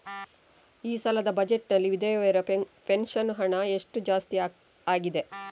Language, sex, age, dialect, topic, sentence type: Kannada, female, 25-30, Coastal/Dakshin, banking, question